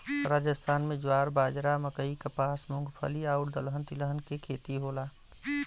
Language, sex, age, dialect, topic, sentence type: Bhojpuri, male, 31-35, Western, agriculture, statement